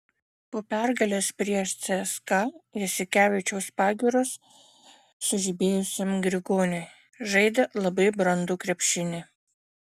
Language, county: Lithuanian, Panevėžys